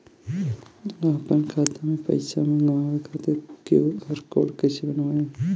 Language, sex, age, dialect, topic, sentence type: Bhojpuri, male, 18-24, Southern / Standard, banking, question